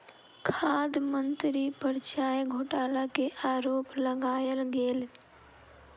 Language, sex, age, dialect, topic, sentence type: Maithili, female, 41-45, Southern/Standard, agriculture, statement